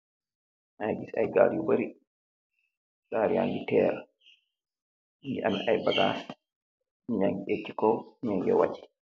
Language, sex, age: Wolof, male, 36-49